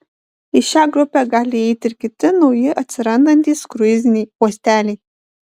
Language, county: Lithuanian, Panevėžys